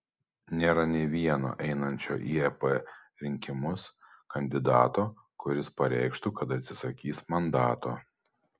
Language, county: Lithuanian, Panevėžys